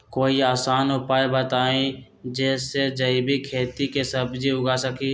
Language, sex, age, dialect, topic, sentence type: Magahi, male, 25-30, Western, agriculture, question